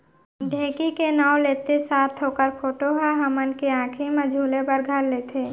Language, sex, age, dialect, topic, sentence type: Chhattisgarhi, female, 18-24, Central, agriculture, statement